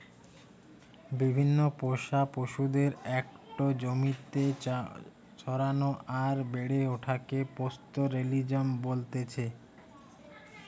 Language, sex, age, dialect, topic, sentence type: Bengali, male, 25-30, Western, agriculture, statement